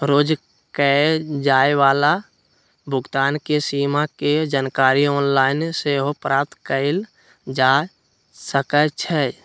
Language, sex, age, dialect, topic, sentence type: Magahi, male, 60-100, Western, banking, statement